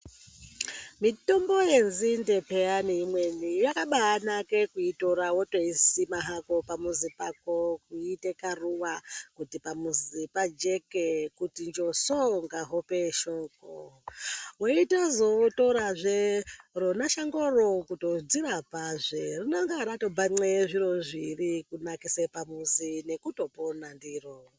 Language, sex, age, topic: Ndau, male, 25-35, health